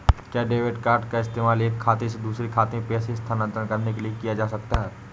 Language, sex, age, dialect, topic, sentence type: Hindi, male, 18-24, Awadhi Bundeli, banking, question